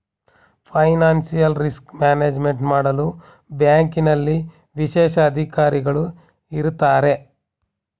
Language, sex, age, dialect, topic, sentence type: Kannada, male, 25-30, Mysore Kannada, banking, statement